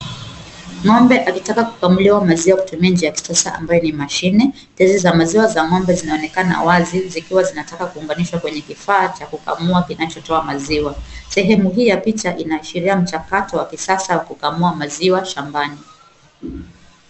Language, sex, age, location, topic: Swahili, female, 25-35, Kisumu, agriculture